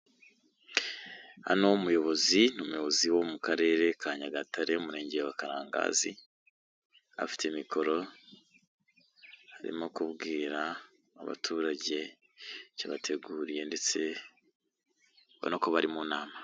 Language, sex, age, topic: Kinyarwanda, male, 25-35, government